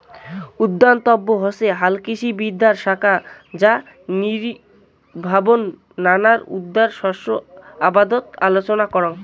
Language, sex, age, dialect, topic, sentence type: Bengali, male, 18-24, Rajbangshi, agriculture, statement